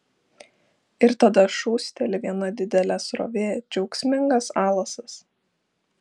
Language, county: Lithuanian, Šiauliai